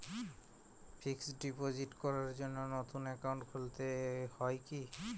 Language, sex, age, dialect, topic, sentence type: Bengali, male, 25-30, Jharkhandi, banking, question